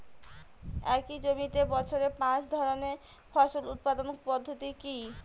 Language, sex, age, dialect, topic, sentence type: Bengali, female, 25-30, Rajbangshi, agriculture, question